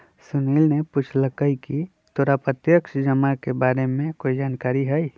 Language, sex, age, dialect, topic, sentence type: Magahi, male, 25-30, Western, banking, statement